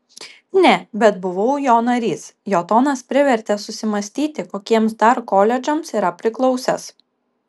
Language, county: Lithuanian, Kaunas